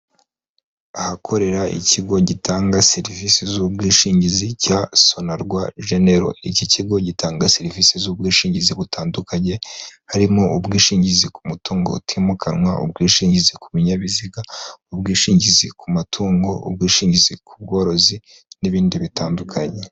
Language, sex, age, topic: Kinyarwanda, male, 25-35, finance